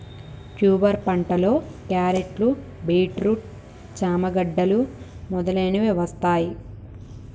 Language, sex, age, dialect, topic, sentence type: Telugu, female, 25-30, Telangana, agriculture, statement